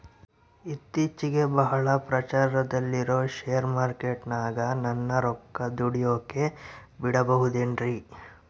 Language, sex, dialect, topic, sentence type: Kannada, male, Central, banking, question